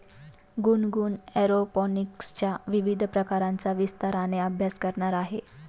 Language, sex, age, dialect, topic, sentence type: Marathi, female, 25-30, Standard Marathi, agriculture, statement